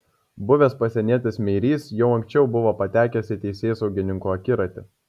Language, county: Lithuanian, Kaunas